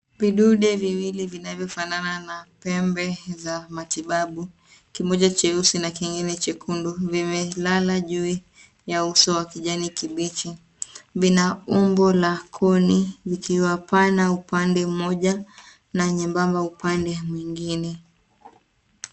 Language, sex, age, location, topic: Swahili, female, 25-35, Nairobi, health